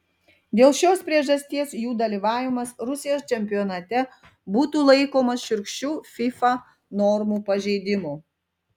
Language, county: Lithuanian, Telšiai